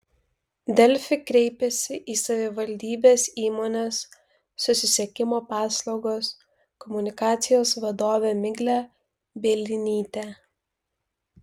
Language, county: Lithuanian, Vilnius